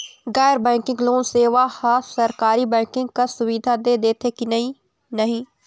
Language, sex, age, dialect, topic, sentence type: Chhattisgarhi, female, 18-24, Eastern, banking, question